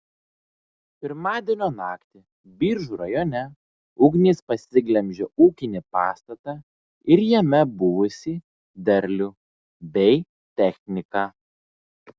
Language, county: Lithuanian, Vilnius